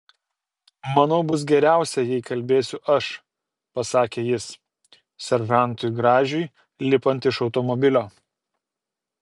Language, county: Lithuanian, Utena